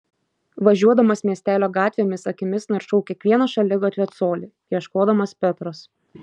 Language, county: Lithuanian, Šiauliai